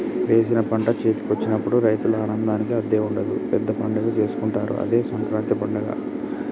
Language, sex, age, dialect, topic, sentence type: Telugu, male, 31-35, Telangana, agriculture, statement